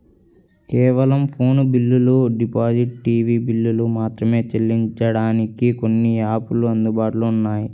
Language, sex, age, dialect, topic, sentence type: Telugu, male, 18-24, Central/Coastal, banking, statement